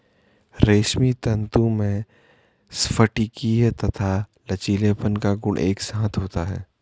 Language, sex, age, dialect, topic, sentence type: Hindi, male, 41-45, Garhwali, agriculture, statement